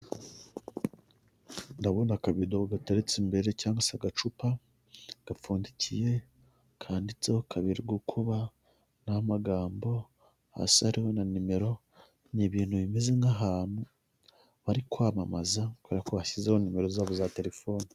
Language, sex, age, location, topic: Kinyarwanda, female, 18-24, Huye, health